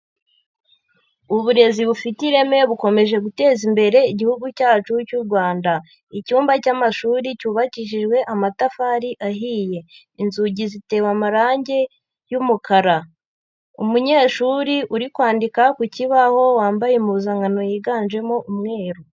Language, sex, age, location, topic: Kinyarwanda, female, 50+, Nyagatare, education